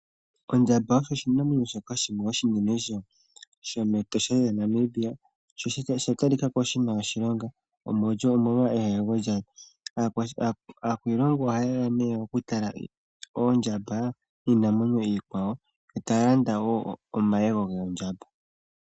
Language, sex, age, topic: Oshiwambo, male, 25-35, agriculture